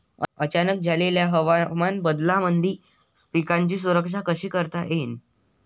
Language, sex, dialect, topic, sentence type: Marathi, male, Varhadi, agriculture, question